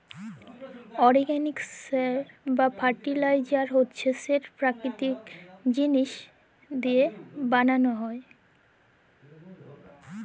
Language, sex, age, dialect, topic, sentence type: Bengali, female, 18-24, Jharkhandi, agriculture, statement